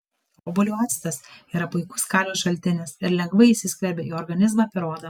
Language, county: Lithuanian, Kaunas